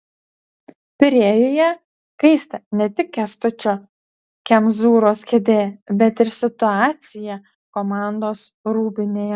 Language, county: Lithuanian, Utena